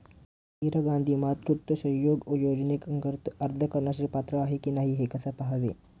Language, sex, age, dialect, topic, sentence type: Marathi, male, 18-24, Standard Marathi, banking, question